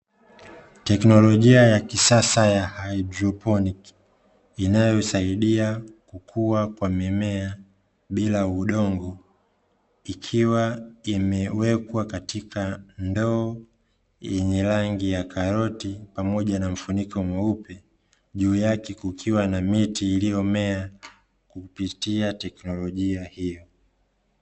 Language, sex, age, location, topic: Swahili, male, 25-35, Dar es Salaam, agriculture